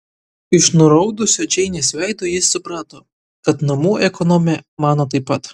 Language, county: Lithuanian, Utena